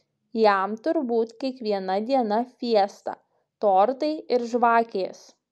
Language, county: Lithuanian, Šiauliai